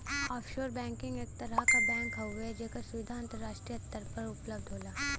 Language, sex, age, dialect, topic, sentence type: Bhojpuri, female, 18-24, Western, banking, statement